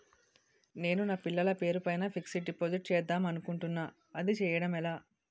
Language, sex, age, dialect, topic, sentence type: Telugu, female, 36-40, Utterandhra, banking, question